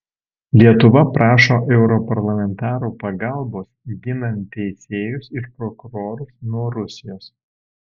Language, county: Lithuanian, Alytus